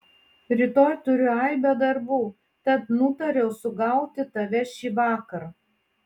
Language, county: Lithuanian, Panevėžys